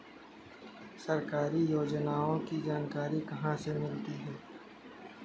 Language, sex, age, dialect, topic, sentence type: Hindi, male, 18-24, Kanauji Braj Bhasha, agriculture, question